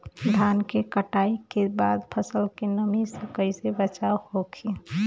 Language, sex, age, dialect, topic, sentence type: Bhojpuri, female, 25-30, Western, agriculture, question